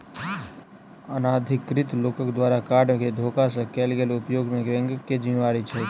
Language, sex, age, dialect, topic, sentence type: Maithili, male, 31-35, Southern/Standard, banking, question